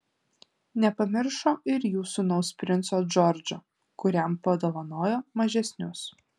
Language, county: Lithuanian, Alytus